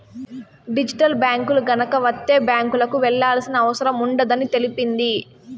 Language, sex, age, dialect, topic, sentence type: Telugu, female, 18-24, Southern, banking, statement